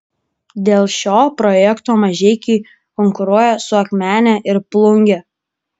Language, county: Lithuanian, Kaunas